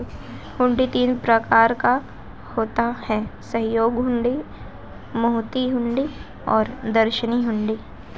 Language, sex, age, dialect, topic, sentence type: Hindi, female, 18-24, Hindustani Malvi Khadi Boli, banking, statement